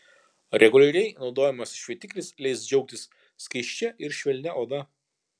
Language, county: Lithuanian, Kaunas